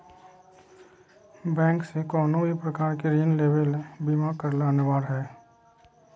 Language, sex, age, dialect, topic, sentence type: Magahi, male, 36-40, Southern, banking, statement